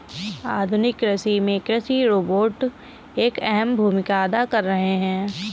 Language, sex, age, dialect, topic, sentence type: Hindi, female, 60-100, Kanauji Braj Bhasha, agriculture, statement